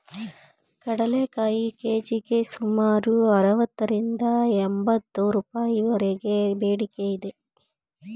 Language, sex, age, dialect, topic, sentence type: Kannada, female, 25-30, Mysore Kannada, agriculture, statement